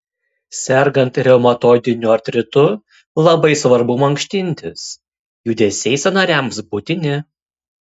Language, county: Lithuanian, Kaunas